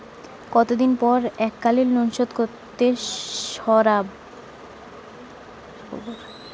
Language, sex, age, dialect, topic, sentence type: Bengali, female, 18-24, Western, banking, question